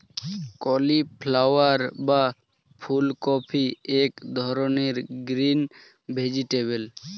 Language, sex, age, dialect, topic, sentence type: Bengali, male, 18-24, Standard Colloquial, agriculture, statement